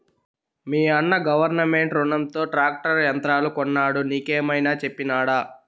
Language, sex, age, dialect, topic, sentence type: Telugu, male, 51-55, Southern, agriculture, statement